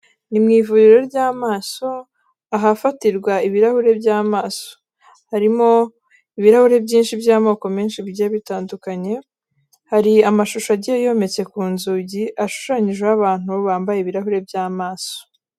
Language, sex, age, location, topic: Kinyarwanda, female, 18-24, Kigali, health